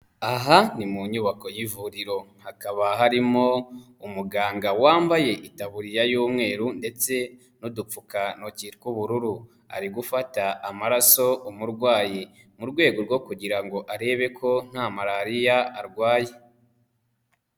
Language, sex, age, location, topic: Kinyarwanda, female, 25-35, Nyagatare, health